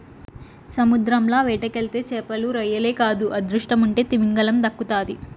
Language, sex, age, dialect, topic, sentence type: Telugu, female, 18-24, Southern, agriculture, statement